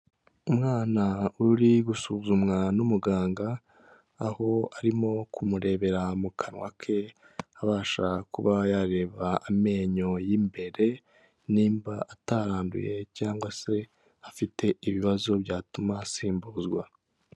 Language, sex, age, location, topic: Kinyarwanda, male, 18-24, Kigali, health